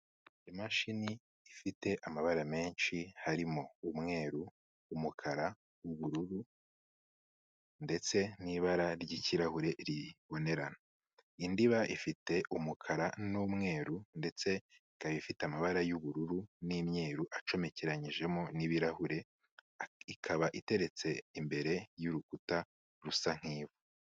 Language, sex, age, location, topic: Kinyarwanda, male, 25-35, Kigali, health